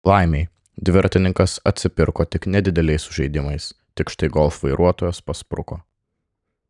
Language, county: Lithuanian, Klaipėda